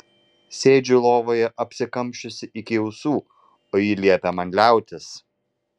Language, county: Lithuanian, Vilnius